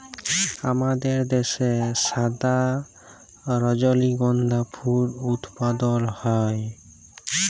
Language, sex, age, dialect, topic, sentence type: Bengali, male, 18-24, Jharkhandi, agriculture, statement